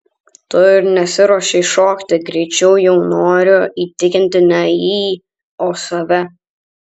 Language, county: Lithuanian, Kaunas